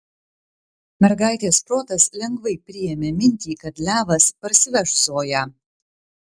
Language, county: Lithuanian, Vilnius